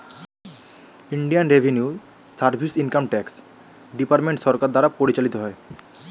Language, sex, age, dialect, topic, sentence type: Bengali, male, 25-30, Standard Colloquial, banking, statement